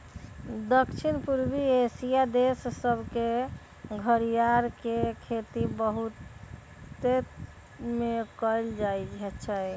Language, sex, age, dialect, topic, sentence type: Magahi, female, 36-40, Western, agriculture, statement